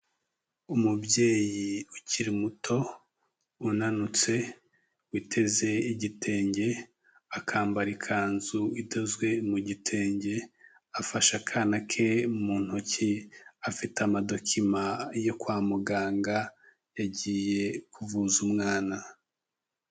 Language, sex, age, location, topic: Kinyarwanda, male, 25-35, Kigali, health